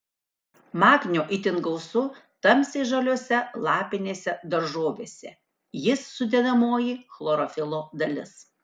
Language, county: Lithuanian, Kaunas